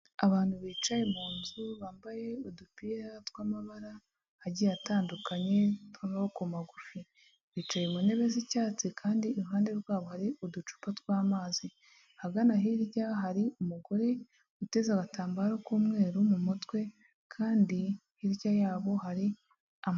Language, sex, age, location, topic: Kinyarwanda, male, 50+, Huye, health